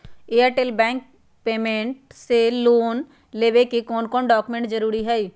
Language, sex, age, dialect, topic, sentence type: Magahi, female, 31-35, Western, banking, question